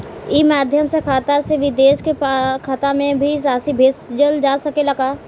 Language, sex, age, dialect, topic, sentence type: Bhojpuri, female, 18-24, Southern / Standard, banking, question